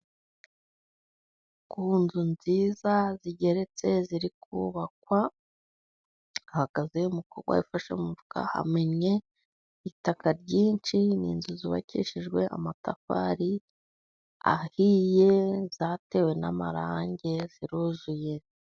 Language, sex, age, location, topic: Kinyarwanda, female, 25-35, Musanze, government